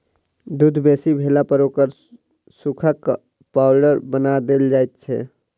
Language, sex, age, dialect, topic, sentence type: Maithili, male, 60-100, Southern/Standard, agriculture, statement